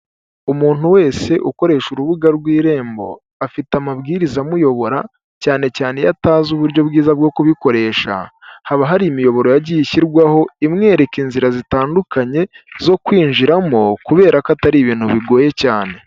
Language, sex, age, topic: Kinyarwanda, male, 25-35, government